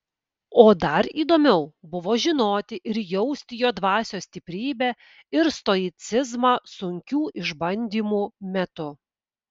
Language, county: Lithuanian, Kaunas